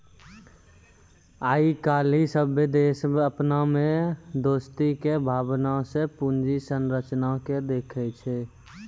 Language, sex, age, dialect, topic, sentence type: Maithili, male, 18-24, Angika, banking, statement